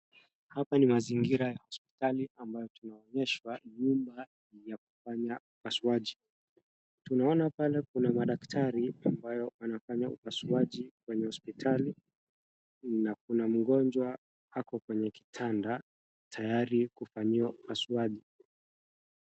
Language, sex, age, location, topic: Swahili, male, 25-35, Wajir, health